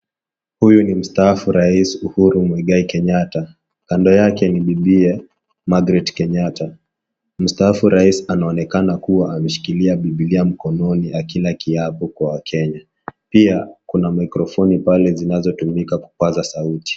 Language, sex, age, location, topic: Swahili, male, 18-24, Kisii, government